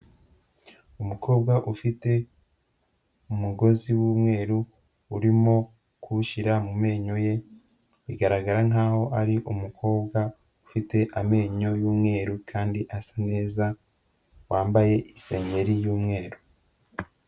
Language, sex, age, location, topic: Kinyarwanda, female, 25-35, Huye, health